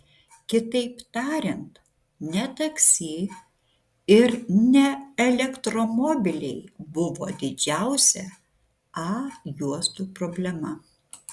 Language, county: Lithuanian, Šiauliai